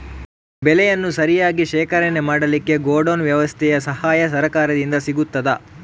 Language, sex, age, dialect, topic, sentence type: Kannada, male, 36-40, Coastal/Dakshin, agriculture, question